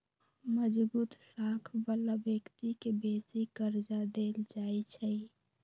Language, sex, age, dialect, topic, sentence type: Magahi, female, 18-24, Western, banking, statement